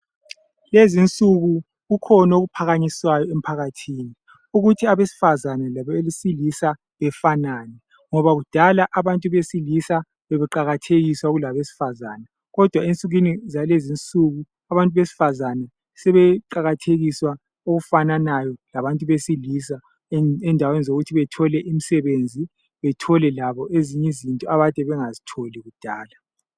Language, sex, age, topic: North Ndebele, male, 25-35, health